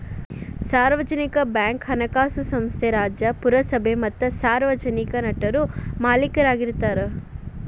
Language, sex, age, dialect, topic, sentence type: Kannada, female, 41-45, Dharwad Kannada, banking, statement